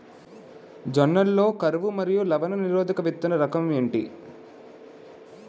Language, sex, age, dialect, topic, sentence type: Telugu, male, 18-24, Utterandhra, agriculture, question